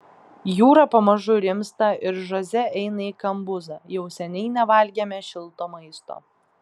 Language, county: Lithuanian, Klaipėda